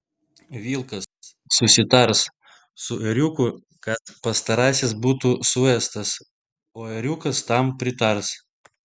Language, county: Lithuanian, Vilnius